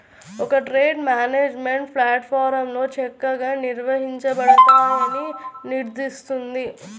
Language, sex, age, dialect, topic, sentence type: Telugu, female, 41-45, Central/Coastal, agriculture, statement